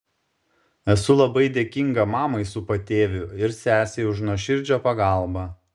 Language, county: Lithuanian, Šiauliai